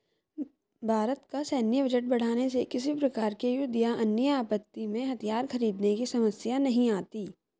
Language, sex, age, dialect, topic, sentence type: Hindi, female, 25-30, Hindustani Malvi Khadi Boli, banking, statement